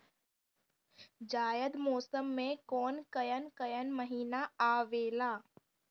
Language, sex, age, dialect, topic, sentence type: Bhojpuri, female, 36-40, Northern, agriculture, question